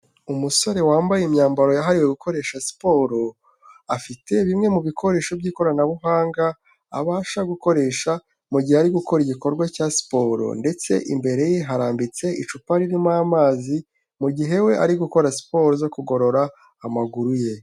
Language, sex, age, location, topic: Kinyarwanda, male, 18-24, Kigali, health